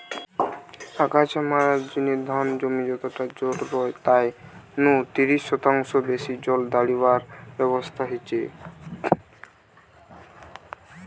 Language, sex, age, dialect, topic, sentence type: Bengali, male, 18-24, Western, agriculture, statement